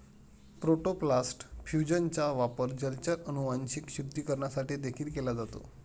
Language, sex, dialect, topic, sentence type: Marathi, male, Standard Marathi, agriculture, statement